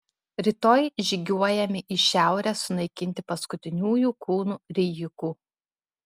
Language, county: Lithuanian, Klaipėda